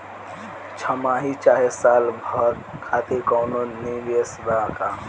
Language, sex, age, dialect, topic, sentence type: Bhojpuri, male, <18, Southern / Standard, banking, question